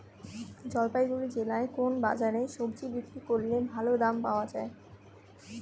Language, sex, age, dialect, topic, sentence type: Bengali, female, 18-24, Rajbangshi, agriculture, question